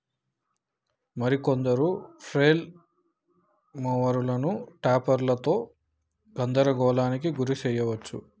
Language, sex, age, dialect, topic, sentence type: Telugu, male, 25-30, Telangana, agriculture, statement